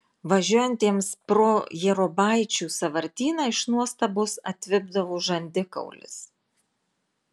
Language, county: Lithuanian, Marijampolė